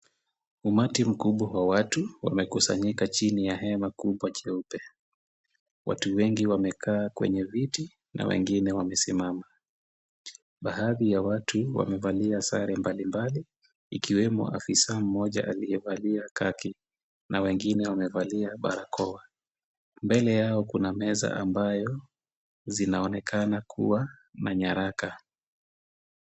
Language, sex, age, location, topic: Swahili, male, 25-35, Kisumu, government